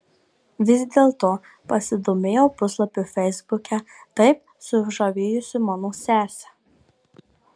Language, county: Lithuanian, Marijampolė